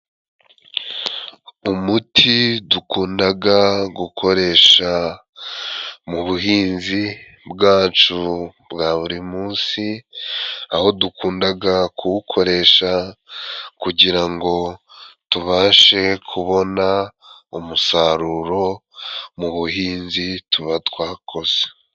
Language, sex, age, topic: Kinyarwanda, male, 25-35, agriculture